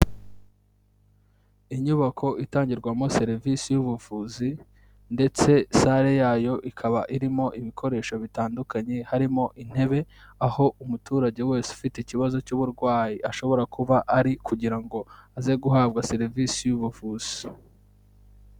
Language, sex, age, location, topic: Kinyarwanda, male, 18-24, Kigali, health